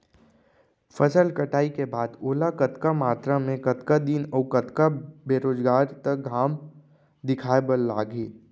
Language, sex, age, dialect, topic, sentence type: Chhattisgarhi, male, 25-30, Central, agriculture, question